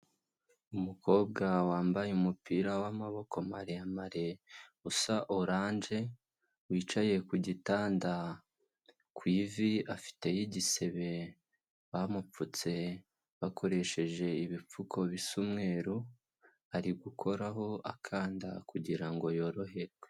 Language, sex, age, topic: Kinyarwanda, male, 18-24, health